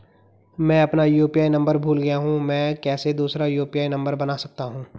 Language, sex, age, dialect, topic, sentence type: Hindi, male, 18-24, Garhwali, banking, question